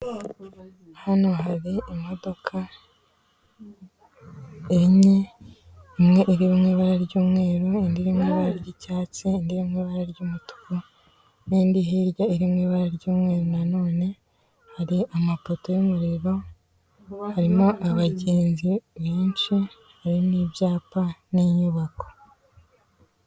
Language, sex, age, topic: Kinyarwanda, female, 18-24, government